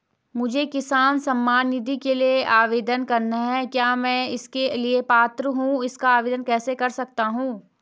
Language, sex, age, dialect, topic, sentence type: Hindi, female, 18-24, Garhwali, banking, question